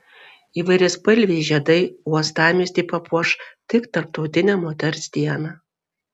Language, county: Lithuanian, Vilnius